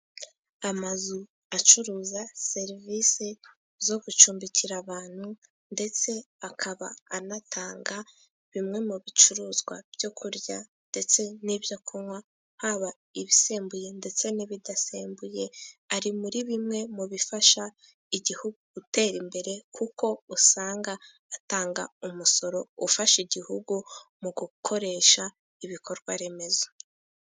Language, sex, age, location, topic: Kinyarwanda, female, 18-24, Musanze, finance